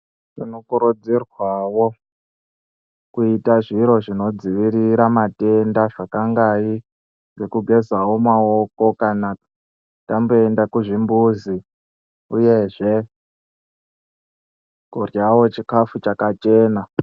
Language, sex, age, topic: Ndau, male, 18-24, health